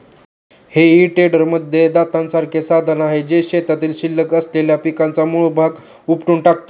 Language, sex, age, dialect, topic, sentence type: Marathi, male, 18-24, Standard Marathi, agriculture, statement